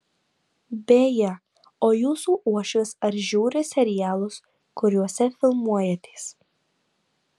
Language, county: Lithuanian, Marijampolė